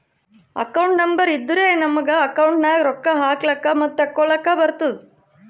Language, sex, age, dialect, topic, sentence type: Kannada, female, 31-35, Northeastern, banking, statement